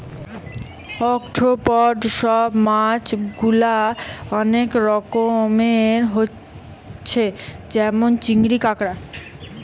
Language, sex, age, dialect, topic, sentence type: Bengali, female, 18-24, Western, agriculture, statement